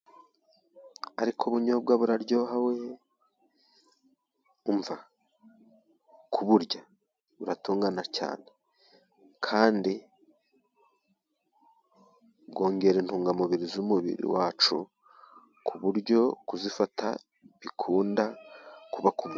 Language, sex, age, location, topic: Kinyarwanda, male, 36-49, Musanze, agriculture